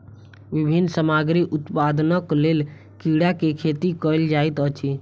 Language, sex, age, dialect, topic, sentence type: Maithili, female, 18-24, Southern/Standard, agriculture, statement